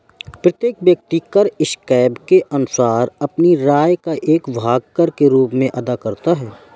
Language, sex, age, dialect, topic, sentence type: Hindi, male, 18-24, Awadhi Bundeli, banking, statement